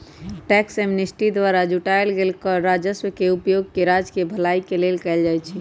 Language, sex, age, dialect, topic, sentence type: Magahi, male, 18-24, Western, banking, statement